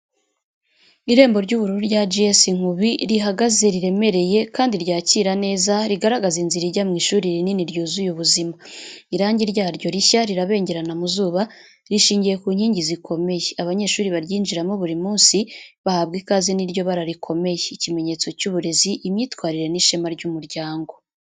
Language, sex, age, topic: Kinyarwanda, female, 25-35, education